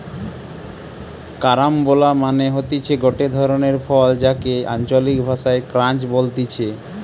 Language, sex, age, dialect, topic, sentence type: Bengali, male, 31-35, Western, agriculture, statement